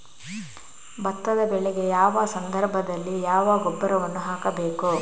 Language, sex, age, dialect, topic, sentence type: Kannada, female, 18-24, Coastal/Dakshin, agriculture, question